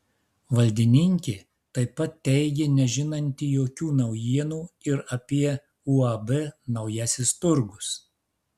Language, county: Lithuanian, Klaipėda